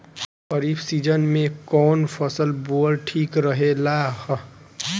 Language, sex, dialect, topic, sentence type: Bhojpuri, male, Northern, agriculture, question